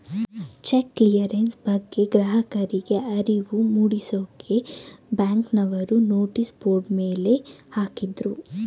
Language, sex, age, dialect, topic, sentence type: Kannada, female, 18-24, Mysore Kannada, banking, statement